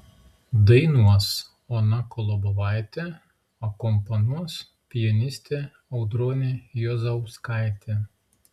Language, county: Lithuanian, Klaipėda